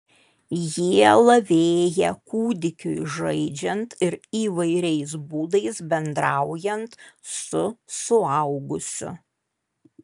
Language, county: Lithuanian, Kaunas